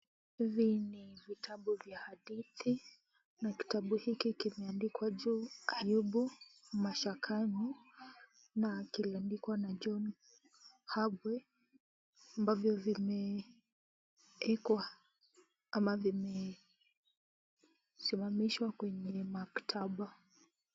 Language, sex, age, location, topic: Swahili, female, 18-24, Kisumu, education